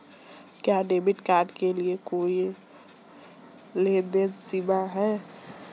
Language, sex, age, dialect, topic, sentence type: Hindi, male, 18-24, Marwari Dhudhari, banking, question